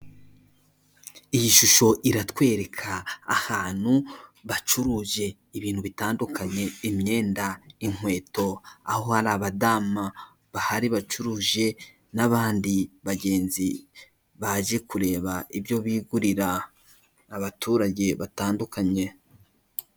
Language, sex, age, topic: Kinyarwanda, male, 18-24, finance